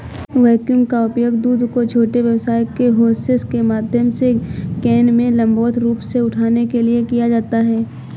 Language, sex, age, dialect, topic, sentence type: Hindi, female, 25-30, Awadhi Bundeli, agriculture, statement